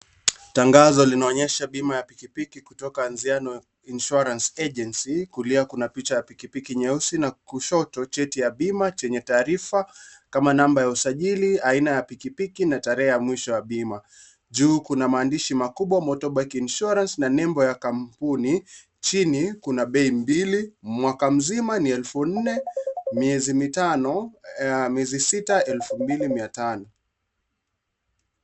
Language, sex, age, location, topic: Swahili, male, 25-35, Kisii, finance